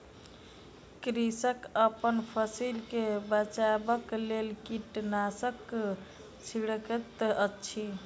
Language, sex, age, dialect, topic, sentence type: Maithili, female, 18-24, Southern/Standard, agriculture, statement